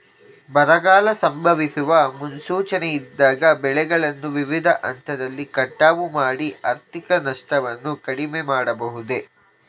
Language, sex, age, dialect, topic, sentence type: Kannada, male, 18-24, Coastal/Dakshin, agriculture, question